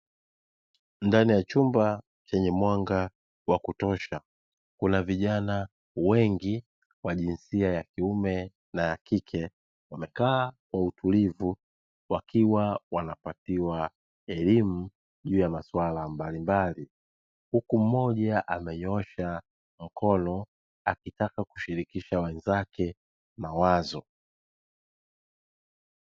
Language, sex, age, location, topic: Swahili, male, 18-24, Dar es Salaam, education